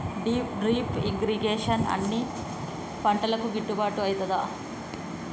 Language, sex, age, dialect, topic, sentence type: Telugu, female, 25-30, Telangana, agriculture, question